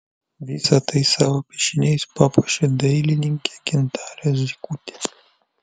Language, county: Lithuanian, Vilnius